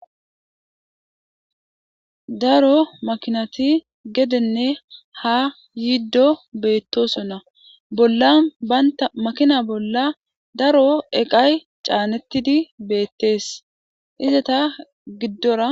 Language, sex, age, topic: Gamo, female, 18-24, government